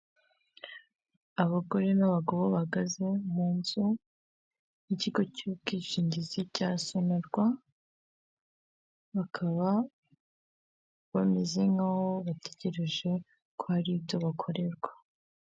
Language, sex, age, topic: Kinyarwanda, female, 18-24, finance